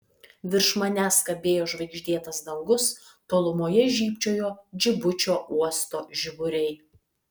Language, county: Lithuanian, Vilnius